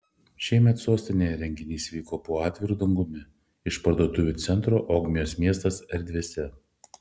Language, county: Lithuanian, Šiauliai